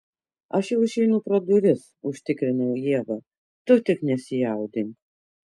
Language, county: Lithuanian, Kaunas